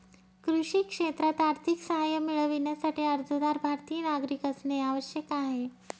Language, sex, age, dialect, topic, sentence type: Marathi, female, 31-35, Northern Konkan, agriculture, statement